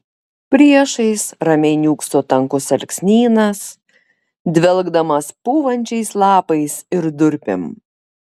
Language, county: Lithuanian, Šiauliai